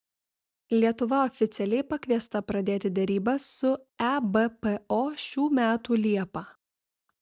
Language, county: Lithuanian, Vilnius